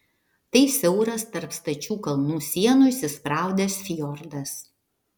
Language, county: Lithuanian, Vilnius